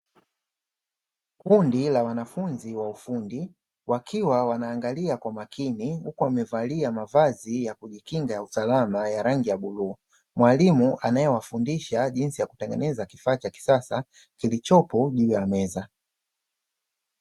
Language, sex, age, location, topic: Swahili, male, 25-35, Dar es Salaam, education